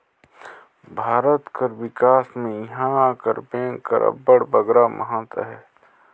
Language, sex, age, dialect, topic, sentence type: Chhattisgarhi, male, 31-35, Northern/Bhandar, banking, statement